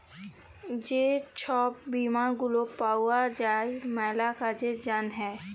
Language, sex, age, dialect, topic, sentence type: Bengali, female, 18-24, Jharkhandi, banking, statement